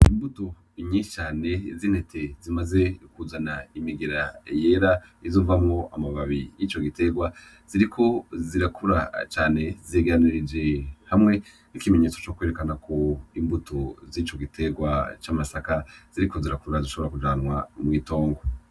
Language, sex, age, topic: Rundi, male, 25-35, agriculture